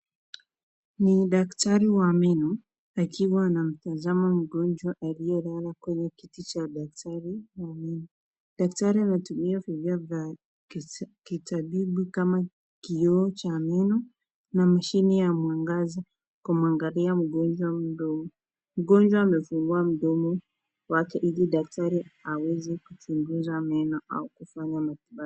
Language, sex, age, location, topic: Swahili, female, 25-35, Nakuru, health